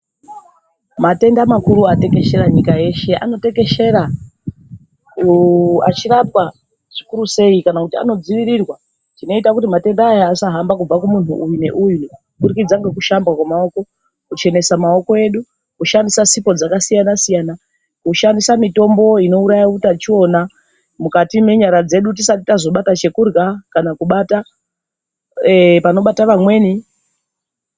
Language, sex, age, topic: Ndau, female, 36-49, health